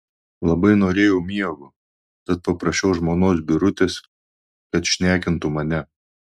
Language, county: Lithuanian, Klaipėda